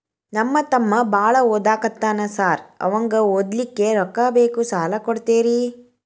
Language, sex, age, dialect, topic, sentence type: Kannada, female, 31-35, Dharwad Kannada, banking, question